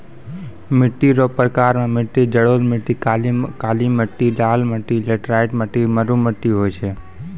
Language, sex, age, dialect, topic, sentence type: Maithili, male, 18-24, Angika, agriculture, statement